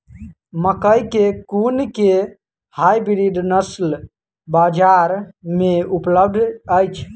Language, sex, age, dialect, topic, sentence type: Maithili, male, 18-24, Southern/Standard, agriculture, question